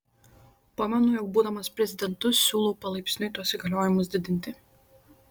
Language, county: Lithuanian, Šiauliai